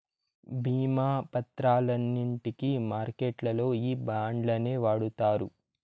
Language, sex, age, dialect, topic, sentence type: Telugu, male, 25-30, Southern, banking, statement